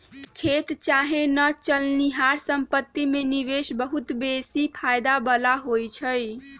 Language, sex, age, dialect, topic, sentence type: Magahi, female, 31-35, Western, banking, statement